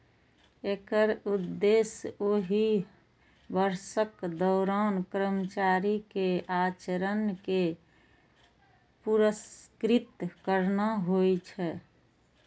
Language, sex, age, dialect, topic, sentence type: Maithili, female, 18-24, Eastern / Thethi, banking, statement